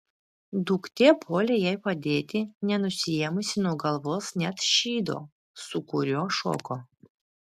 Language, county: Lithuanian, Vilnius